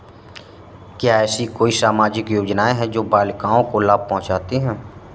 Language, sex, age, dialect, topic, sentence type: Hindi, male, 31-35, Awadhi Bundeli, banking, statement